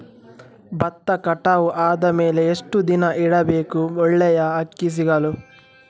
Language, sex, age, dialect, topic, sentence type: Kannada, male, 18-24, Coastal/Dakshin, agriculture, question